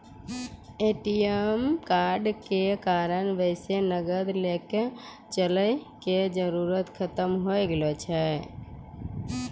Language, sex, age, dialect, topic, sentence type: Maithili, female, 25-30, Angika, banking, statement